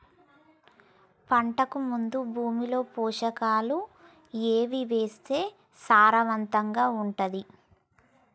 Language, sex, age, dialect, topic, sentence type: Telugu, female, 18-24, Telangana, agriculture, question